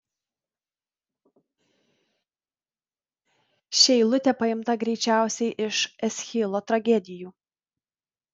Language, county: Lithuanian, Vilnius